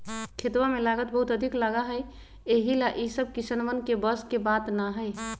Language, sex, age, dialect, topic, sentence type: Magahi, female, 36-40, Western, agriculture, statement